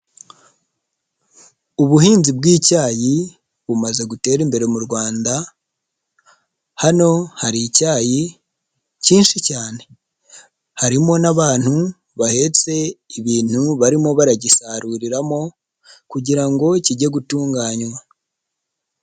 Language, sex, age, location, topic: Kinyarwanda, male, 25-35, Nyagatare, agriculture